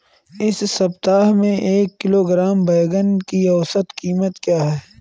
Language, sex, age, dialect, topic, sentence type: Hindi, male, 31-35, Awadhi Bundeli, agriculture, question